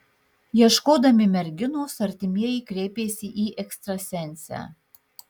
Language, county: Lithuanian, Marijampolė